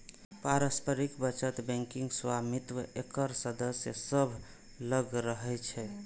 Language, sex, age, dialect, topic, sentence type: Maithili, male, 25-30, Eastern / Thethi, banking, statement